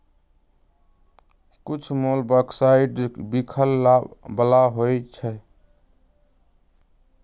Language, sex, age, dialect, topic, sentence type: Magahi, male, 18-24, Western, agriculture, statement